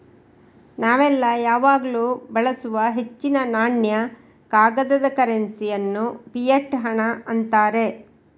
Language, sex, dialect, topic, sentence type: Kannada, female, Coastal/Dakshin, banking, statement